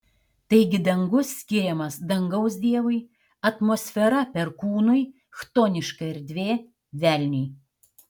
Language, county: Lithuanian, Šiauliai